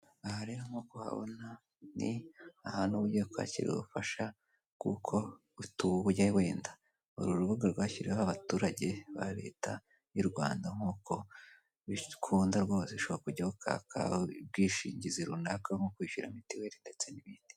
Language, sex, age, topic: Kinyarwanda, female, 18-24, government